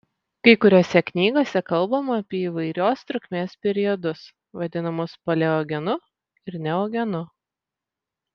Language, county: Lithuanian, Vilnius